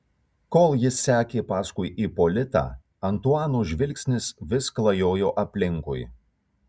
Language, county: Lithuanian, Kaunas